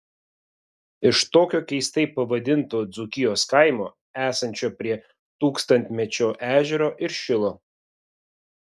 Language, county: Lithuanian, Vilnius